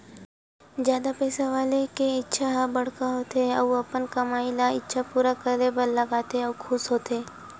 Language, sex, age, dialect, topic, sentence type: Chhattisgarhi, female, 18-24, Western/Budati/Khatahi, banking, statement